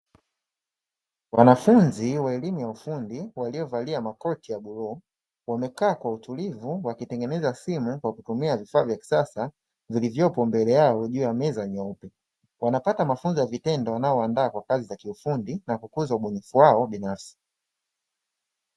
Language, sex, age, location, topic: Swahili, male, 25-35, Dar es Salaam, education